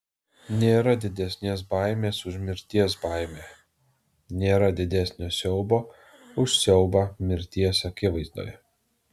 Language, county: Lithuanian, Alytus